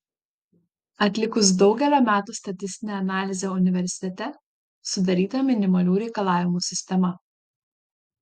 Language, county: Lithuanian, Panevėžys